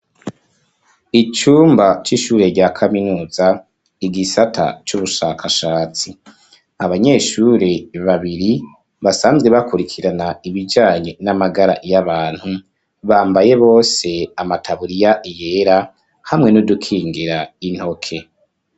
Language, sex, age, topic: Rundi, male, 25-35, education